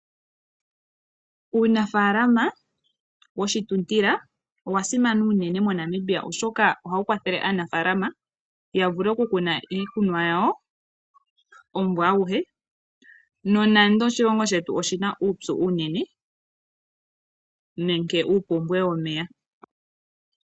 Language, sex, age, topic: Oshiwambo, female, 18-24, agriculture